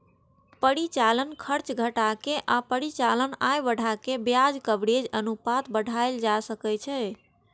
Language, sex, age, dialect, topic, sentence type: Maithili, female, 18-24, Eastern / Thethi, banking, statement